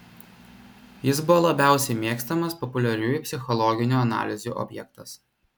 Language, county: Lithuanian, Vilnius